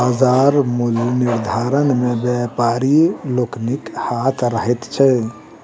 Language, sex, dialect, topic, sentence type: Maithili, male, Southern/Standard, agriculture, statement